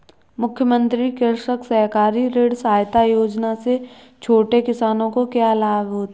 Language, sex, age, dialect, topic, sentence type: Hindi, male, 18-24, Kanauji Braj Bhasha, agriculture, question